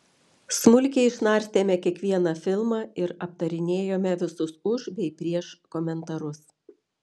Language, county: Lithuanian, Vilnius